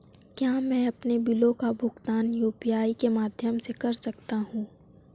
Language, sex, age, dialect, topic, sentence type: Hindi, female, 18-24, Marwari Dhudhari, banking, question